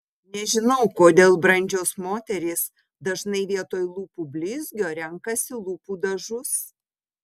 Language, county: Lithuanian, Utena